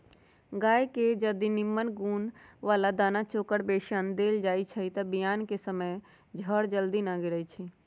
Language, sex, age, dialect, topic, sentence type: Magahi, female, 60-100, Western, agriculture, statement